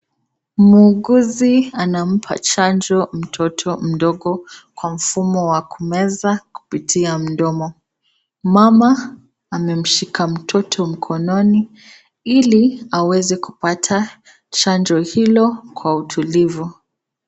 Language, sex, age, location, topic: Swahili, female, 25-35, Nakuru, health